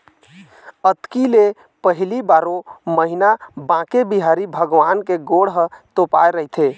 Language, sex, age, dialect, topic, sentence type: Chhattisgarhi, male, 18-24, Eastern, agriculture, statement